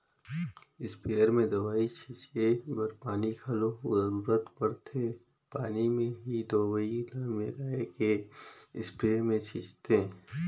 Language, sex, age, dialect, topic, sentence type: Chhattisgarhi, male, 25-30, Northern/Bhandar, agriculture, statement